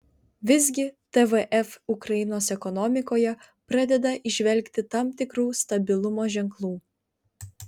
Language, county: Lithuanian, Vilnius